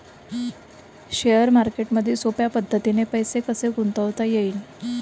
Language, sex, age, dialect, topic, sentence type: Marathi, female, 18-24, Varhadi, banking, question